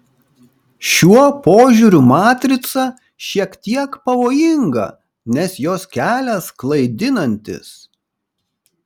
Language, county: Lithuanian, Kaunas